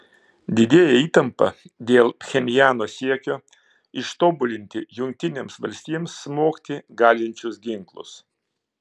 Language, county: Lithuanian, Klaipėda